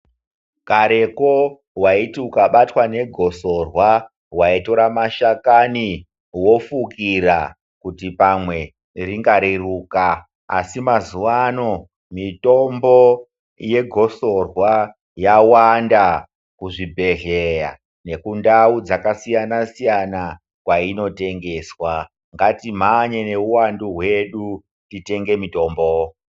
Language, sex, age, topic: Ndau, male, 36-49, health